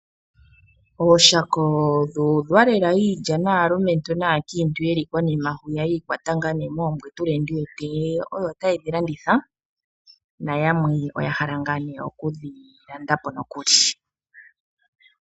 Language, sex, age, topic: Oshiwambo, female, 36-49, agriculture